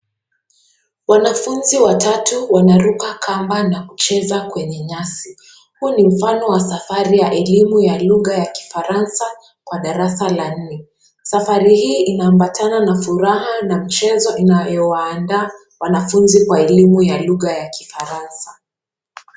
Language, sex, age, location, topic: Swahili, female, 18-24, Kisumu, education